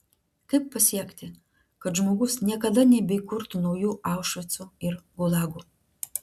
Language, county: Lithuanian, Klaipėda